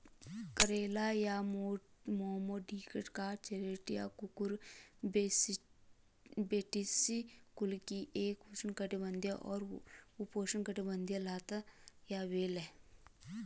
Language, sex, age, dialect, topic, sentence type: Hindi, female, 25-30, Garhwali, agriculture, statement